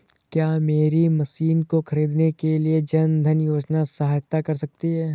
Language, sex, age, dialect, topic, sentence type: Hindi, male, 25-30, Awadhi Bundeli, agriculture, question